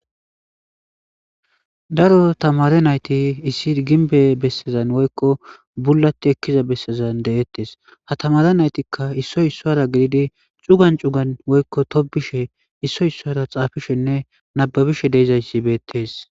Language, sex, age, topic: Gamo, male, 25-35, government